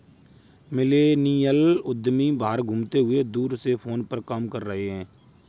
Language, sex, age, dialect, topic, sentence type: Hindi, male, 56-60, Kanauji Braj Bhasha, banking, statement